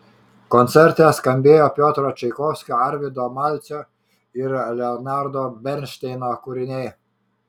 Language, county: Lithuanian, Kaunas